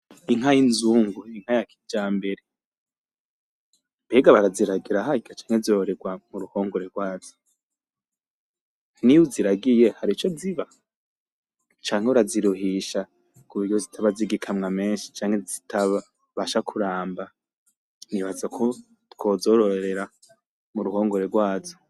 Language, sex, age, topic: Rundi, male, 25-35, agriculture